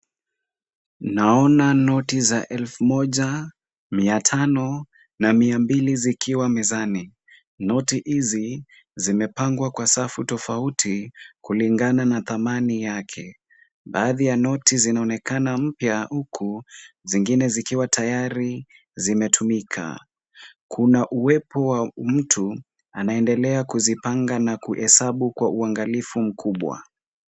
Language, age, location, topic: Swahili, 18-24, Kisumu, finance